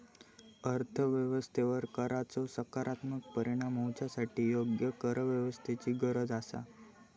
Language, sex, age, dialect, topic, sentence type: Marathi, male, 18-24, Southern Konkan, banking, statement